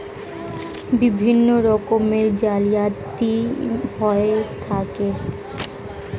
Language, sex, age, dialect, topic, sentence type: Bengali, female, 18-24, Standard Colloquial, banking, statement